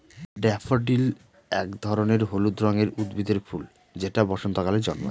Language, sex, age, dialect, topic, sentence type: Bengali, male, 18-24, Northern/Varendri, agriculture, statement